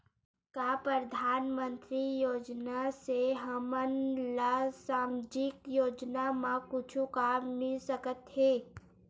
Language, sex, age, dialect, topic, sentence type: Chhattisgarhi, female, 18-24, Western/Budati/Khatahi, banking, question